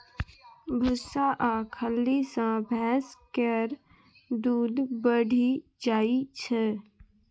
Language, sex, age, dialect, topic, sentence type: Maithili, female, 25-30, Bajjika, agriculture, statement